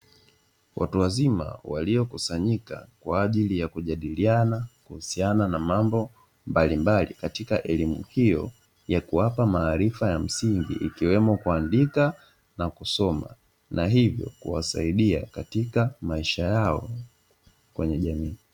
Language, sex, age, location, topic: Swahili, male, 25-35, Dar es Salaam, education